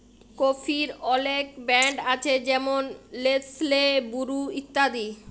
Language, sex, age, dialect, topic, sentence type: Bengali, female, 25-30, Jharkhandi, agriculture, statement